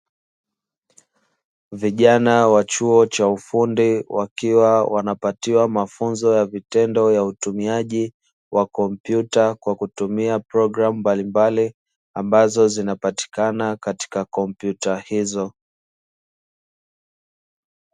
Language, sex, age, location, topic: Swahili, male, 25-35, Dar es Salaam, education